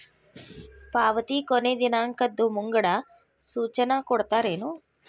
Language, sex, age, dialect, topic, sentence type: Kannada, female, 41-45, Dharwad Kannada, banking, question